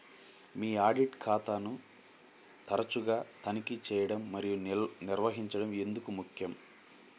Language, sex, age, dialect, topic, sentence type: Telugu, male, 25-30, Central/Coastal, banking, question